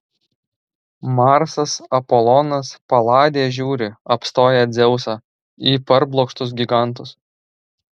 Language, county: Lithuanian, Alytus